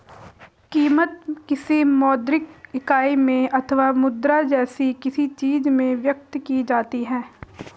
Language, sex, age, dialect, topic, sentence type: Hindi, female, 46-50, Garhwali, banking, statement